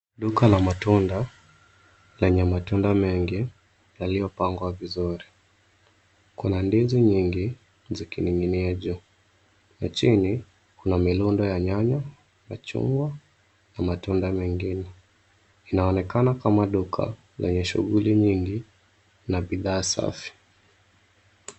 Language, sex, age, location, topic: Swahili, male, 25-35, Nairobi, finance